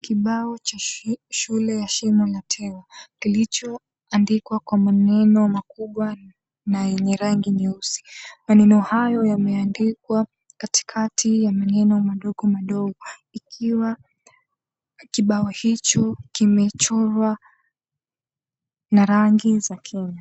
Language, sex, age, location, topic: Swahili, female, 18-24, Mombasa, education